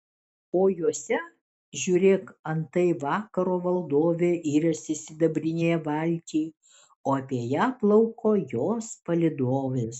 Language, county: Lithuanian, Šiauliai